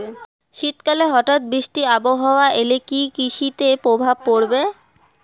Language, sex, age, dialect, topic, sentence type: Bengali, female, 18-24, Rajbangshi, agriculture, question